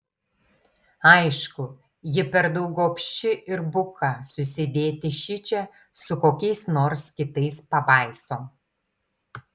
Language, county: Lithuanian, Tauragė